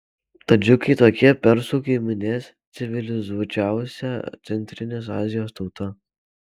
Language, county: Lithuanian, Alytus